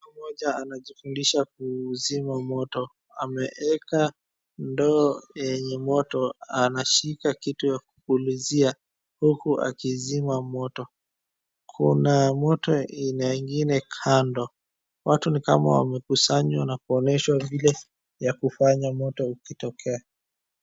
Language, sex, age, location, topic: Swahili, female, 36-49, Wajir, health